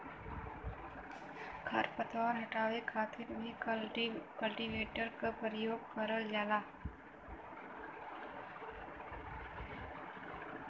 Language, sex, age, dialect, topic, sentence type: Bhojpuri, female, 18-24, Western, agriculture, statement